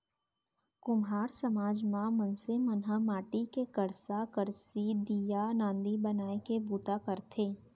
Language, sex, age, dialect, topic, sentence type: Chhattisgarhi, female, 18-24, Central, banking, statement